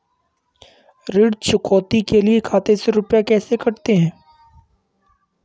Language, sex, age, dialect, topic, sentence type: Hindi, male, 51-55, Kanauji Braj Bhasha, banking, question